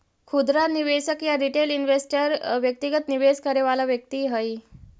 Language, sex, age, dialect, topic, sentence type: Magahi, female, 60-100, Central/Standard, banking, statement